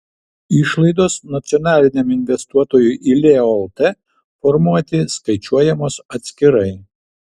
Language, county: Lithuanian, Vilnius